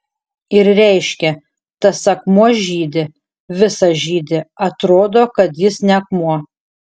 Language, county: Lithuanian, Šiauliai